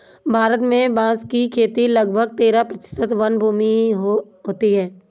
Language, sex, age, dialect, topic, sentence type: Hindi, female, 18-24, Marwari Dhudhari, agriculture, statement